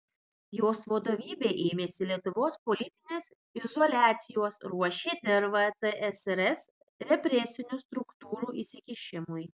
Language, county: Lithuanian, Vilnius